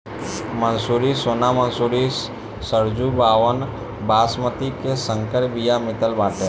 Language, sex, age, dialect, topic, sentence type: Bhojpuri, male, 18-24, Northern, agriculture, statement